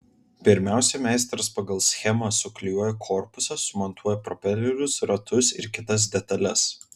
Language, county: Lithuanian, Vilnius